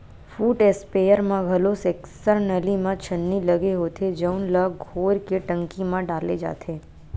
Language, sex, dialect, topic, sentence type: Chhattisgarhi, female, Western/Budati/Khatahi, agriculture, statement